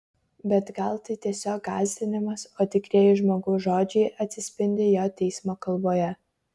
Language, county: Lithuanian, Kaunas